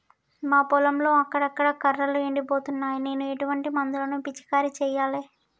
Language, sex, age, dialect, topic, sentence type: Telugu, male, 18-24, Telangana, agriculture, question